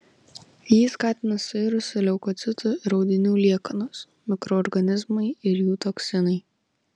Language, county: Lithuanian, Vilnius